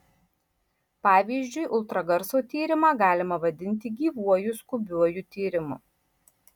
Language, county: Lithuanian, Marijampolė